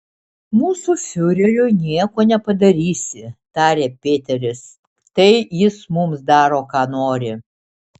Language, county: Lithuanian, Šiauliai